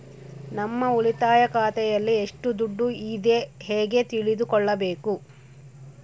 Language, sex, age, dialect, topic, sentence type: Kannada, female, 36-40, Central, banking, question